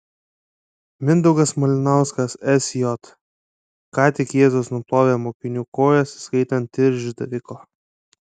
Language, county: Lithuanian, Kaunas